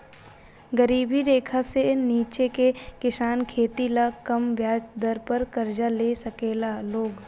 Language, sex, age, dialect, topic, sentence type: Bhojpuri, female, 25-30, Southern / Standard, banking, statement